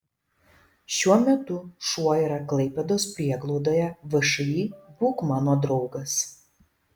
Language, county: Lithuanian, Šiauliai